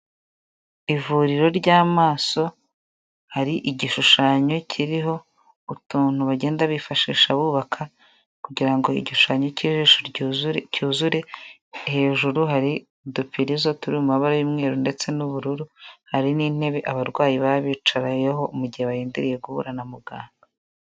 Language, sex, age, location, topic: Kinyarwanda, female, 25-35, Huye, health